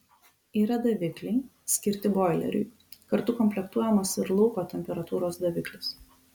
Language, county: Lithuanian, Kaunas